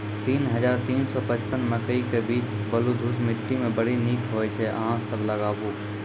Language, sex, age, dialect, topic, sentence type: Maithili, male, 25-30, Angika, agriculture, question